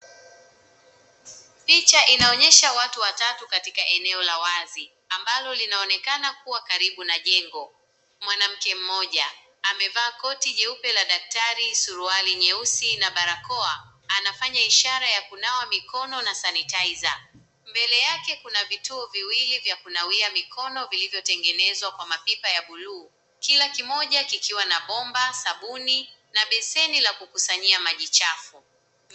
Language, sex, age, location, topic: Swahili, male, 18-24, Nakuru, health